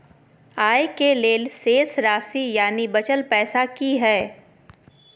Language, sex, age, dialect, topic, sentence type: Maithili, female, 18-24, Bajjika, banking, statement